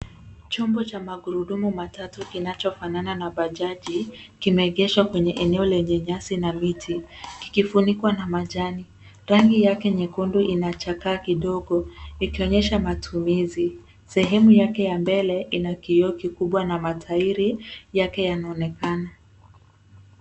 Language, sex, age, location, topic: Swahili, female, 25-35, Nairobi, finance